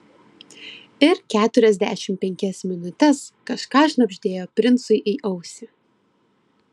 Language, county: Lithuanian, Klaipėda